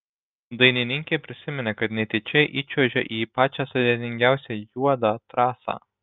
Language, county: Lithuanian, Šiauliai